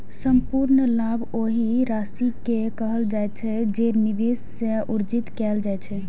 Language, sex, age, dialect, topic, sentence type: Maithili, female, 18-24, Eastern / Thethi, banking, statement